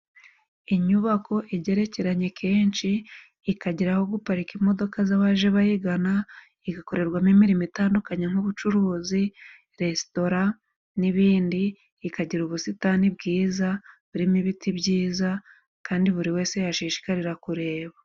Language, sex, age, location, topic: Kinyarwanda, female, 25-35, Musanze, finance